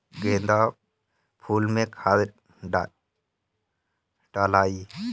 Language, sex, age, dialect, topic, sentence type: Bhojpuri, male, 31-35, Northern, agriculture, question